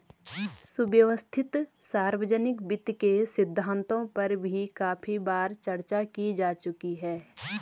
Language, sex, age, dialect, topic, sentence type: Hindi, female, 25-30, Garhwali, banking, statement